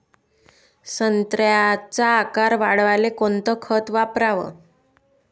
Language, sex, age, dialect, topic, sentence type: Marathi, female, 25-30, Varhadi, agriculture, question